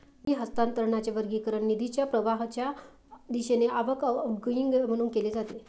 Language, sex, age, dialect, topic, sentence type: Marathi, female, 36-40, Varhadi, banking, statement